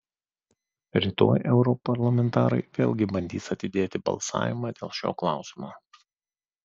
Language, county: Lithuanian, Vilnius